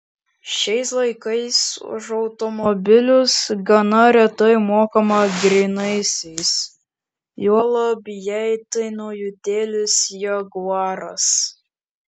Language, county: Lithuanian, Šiauliai